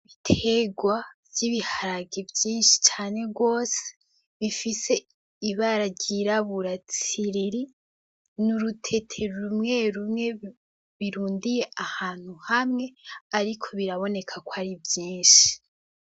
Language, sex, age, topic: Rundi, female, 18-24, agriculture